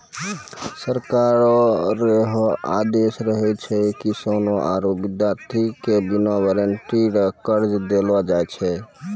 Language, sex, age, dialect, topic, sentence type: Maithili, male, 18-24, Angika, banking, statement